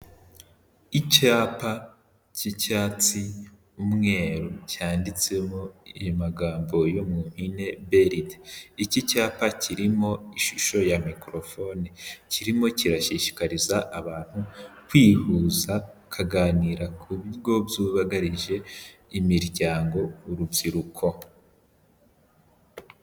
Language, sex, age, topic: Kinyarwanda, male, 18-24, finance